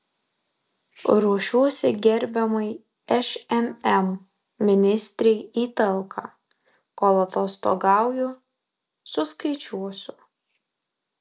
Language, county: Lithuanian, Alytus